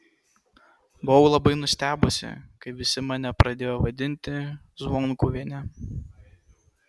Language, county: Lithuanian, Kaunas